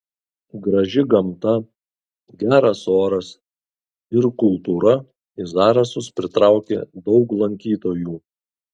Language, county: Lithuanian, Kaunas